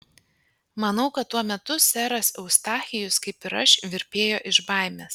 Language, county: Lithuanian, Panevėžys